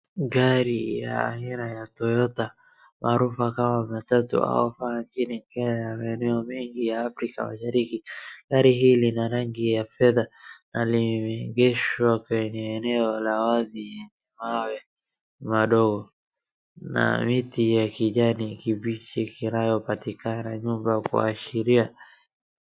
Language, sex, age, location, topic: Swahili, male, 36-49, Wajir, finance